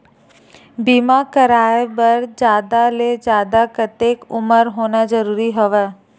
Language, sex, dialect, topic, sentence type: Chhattisgarhi, female, Western/Budati/Khatahi, banking, question